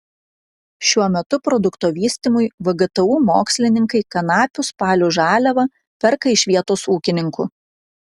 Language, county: Lithuanian, Klaipėda